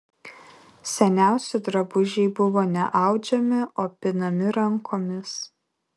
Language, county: Lithuanian, Kaunas